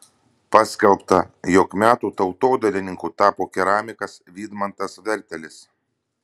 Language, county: Lithuanian, Vilnius